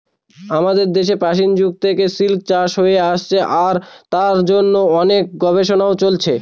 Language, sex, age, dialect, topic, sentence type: Bengali, male, 41-45, Northern/Varendri, agriculture, statement